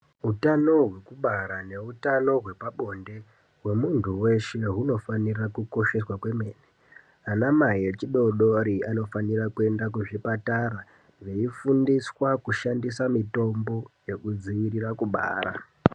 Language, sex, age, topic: Ndau, male, 18-24, health